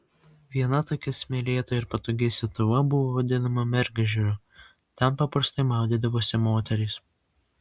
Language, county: Lithuanian, Vilnius